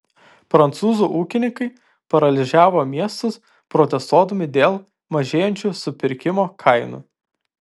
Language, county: Lithuanian, Vilnius